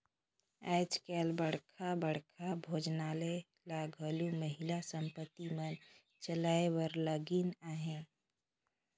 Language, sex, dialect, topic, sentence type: Chhattisgarhi, female, Northern/Bhandar, banking, statement